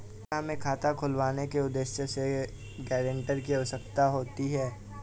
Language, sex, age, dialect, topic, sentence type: Hindi, male, 18-24, Awadhi Bundeli, banking, question